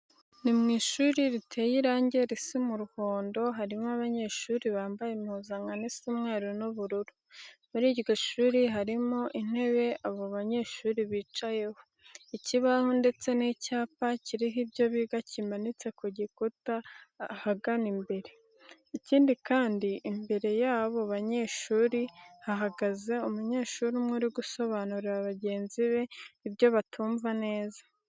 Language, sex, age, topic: Kinyarwanda, female, 36-49, education